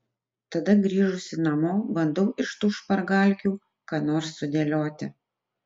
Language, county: Lithuanian, Utena